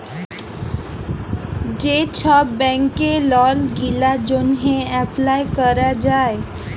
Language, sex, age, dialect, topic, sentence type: Bengali, female, 18-24, Jharkhandi, banking, statement